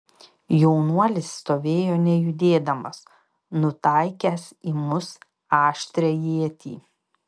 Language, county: Lithuanian, Panevėžys